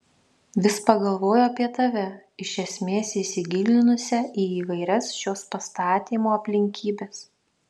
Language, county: Lithuanian, Šiauliai